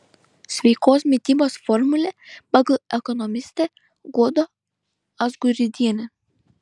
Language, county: Lithuanian, Šiauliai